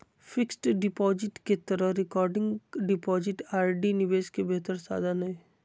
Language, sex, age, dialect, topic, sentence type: Magahi, male, 25-30, Southern, banking, statement